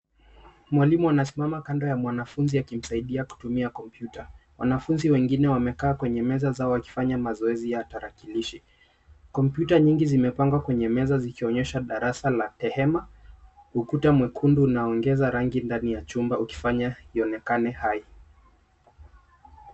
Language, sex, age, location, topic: Swahili, male, 25-35, Nairobi, education